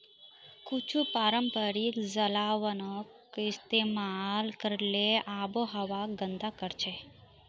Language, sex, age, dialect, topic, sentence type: Magahi, female, 51-55, Northeastern/Surjapuri, agriculture, statement